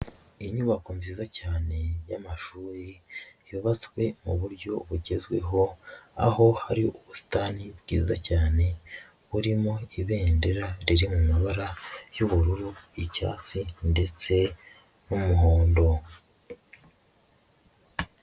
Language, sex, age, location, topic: Kinyarwanda, male, 25-35, Huye, education